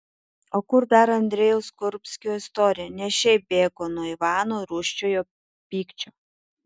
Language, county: Lithuanian, Tauragė